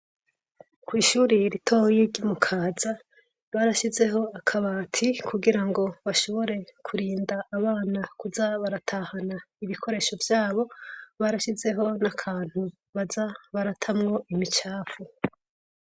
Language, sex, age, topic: Rundi, female, 25-35, education